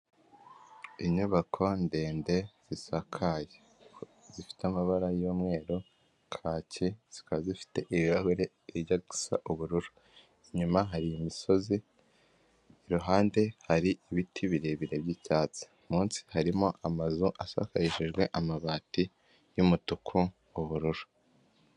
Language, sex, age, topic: Kinyarwanda, male, 18-24, government